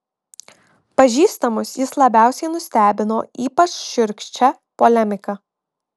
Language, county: Lithuanian, Marijampolė